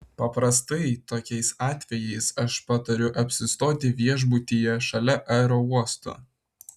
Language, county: Lithuanian, Vilnius